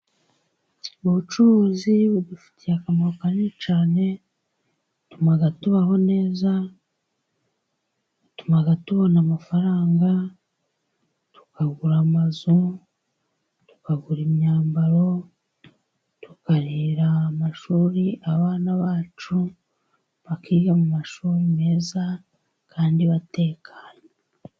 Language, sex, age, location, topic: Kinyarwanda, female, 36-49, Musanze, finance